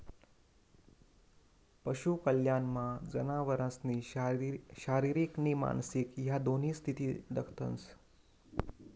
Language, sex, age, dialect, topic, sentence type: Marathi, female, 25-30, Northern Konkan, agriculture, statement